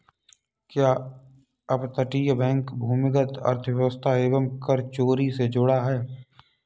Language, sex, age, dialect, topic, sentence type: Hindi, male, 51-55, Kanauji Braj Bhasha, banking, statement